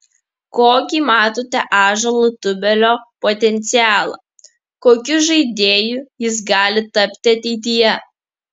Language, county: Lithuanian, Kaunas